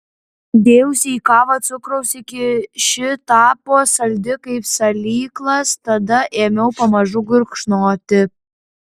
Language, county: Lithuanian, Klaipėda